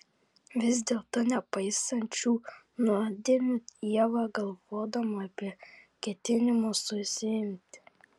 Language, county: Lithuanian, Vilnius